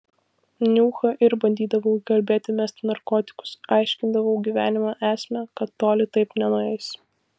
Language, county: Lithuanian, Vilnius